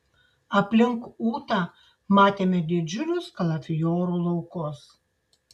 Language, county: Lithuanian, Šiauliai